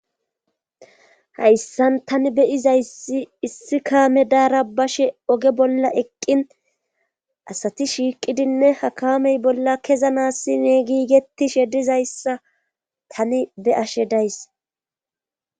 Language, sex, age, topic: Gamo, female, 25-35, government